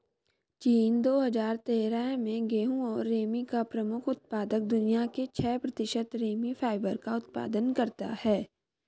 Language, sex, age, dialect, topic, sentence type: Hindi, female, 25-30, Hindustani Malvi Khadi Boli, agriculture, statement